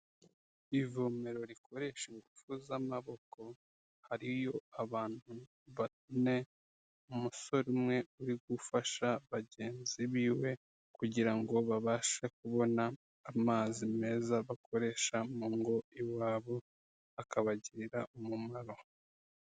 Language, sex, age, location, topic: Kinyarwanda, male, 36-49, Kigali, health